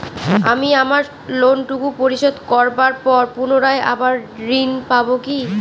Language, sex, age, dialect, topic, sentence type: Bengali, female, 18-24, Northern/Varendri, banking, question